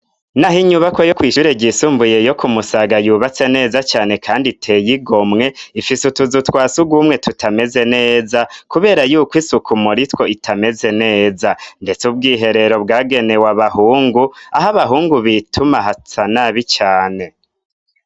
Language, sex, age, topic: Rundi, male, 25-35, education